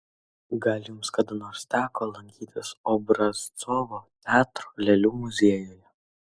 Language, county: Lithuanian, Kaunas